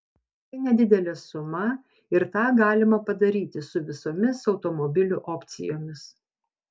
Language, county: Lithuanian, Panevėžys